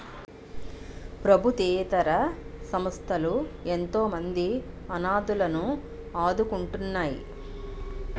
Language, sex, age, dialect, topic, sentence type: Telugu, female, 41-45, Utterandhra, banking, statement